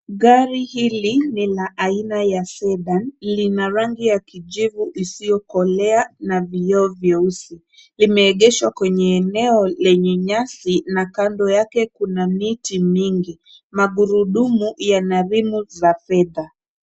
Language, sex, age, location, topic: Swahili, female, 25-35, Kisumu, finance